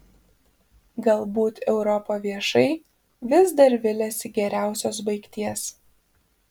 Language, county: Lithuanian, Panevėžys